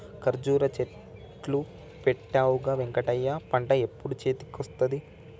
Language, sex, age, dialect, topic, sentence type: Telugu, male, 18-24, Telangana, agriculture, statement